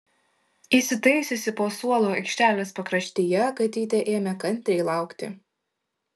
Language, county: Lithuanian, Šiauliai